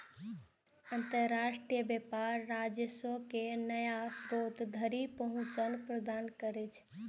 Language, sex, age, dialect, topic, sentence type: Maithili, female, 18-24, Eastern / Thethi, banking, statement